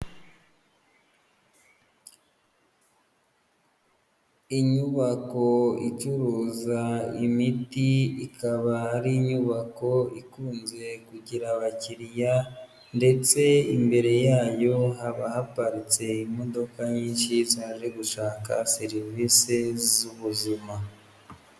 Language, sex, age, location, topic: Kinyarwanda, male, 25-35, Huye, health